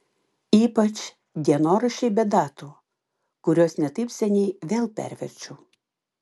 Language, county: Lithuanian, Klaipėda